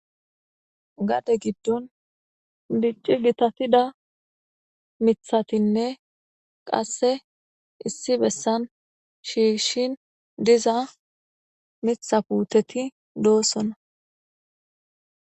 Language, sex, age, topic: Gamo, female, 18-24, government